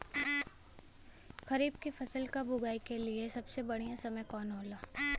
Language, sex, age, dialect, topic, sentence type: Bhojpuri, female, 18-24, Western, agriculture, question